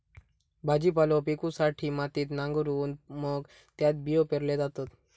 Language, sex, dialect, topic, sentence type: Marathi, male, Southern Konkan, agriculture, statement